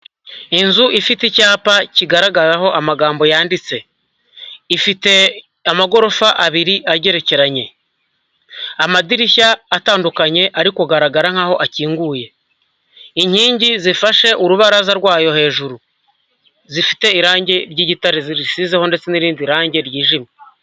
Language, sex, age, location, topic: Kinyarwanda, male, 25-35, Huye, health